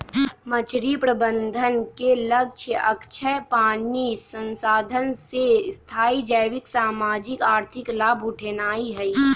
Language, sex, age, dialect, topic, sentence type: Magahi, male, 18-24, Western, agriculture, statement